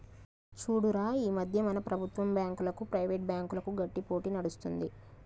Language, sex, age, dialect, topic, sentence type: Telugu, female, 31-35, Telangana, banking, statement